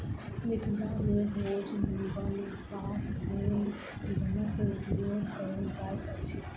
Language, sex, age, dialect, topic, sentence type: Maithili, female, 18-24, Southern/Standard, agriculture, statement